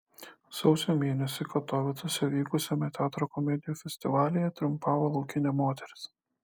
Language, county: Lithuanian, Kaunas